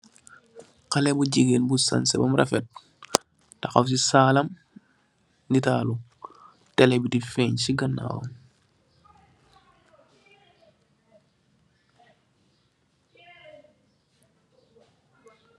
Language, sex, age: Wolof, male, 25-35